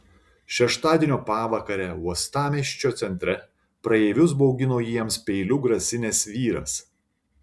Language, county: Lithuanian, Šiauliai